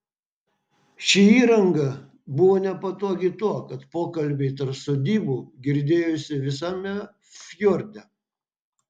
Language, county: Lithuanian, Vilnius